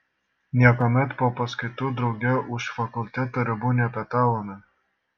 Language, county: Lithuanian, Šiauliai